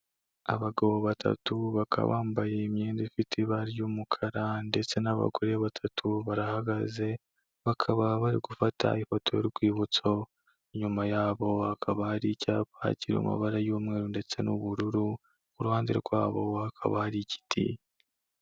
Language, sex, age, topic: Kinyarwanda, male, 18-24, health